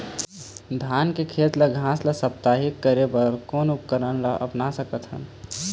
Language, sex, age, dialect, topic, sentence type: Chhattisgarhi, male, 18-24, Eastern, agriculture, question